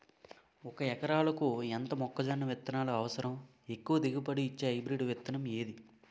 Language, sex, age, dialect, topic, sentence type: Telugu, male, 18-24, Utterandhra, agriculture, question